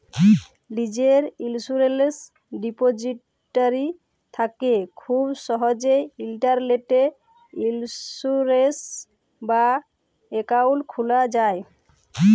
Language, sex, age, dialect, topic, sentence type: Bengali, female, 31-35, Jharkhandi, banking, statement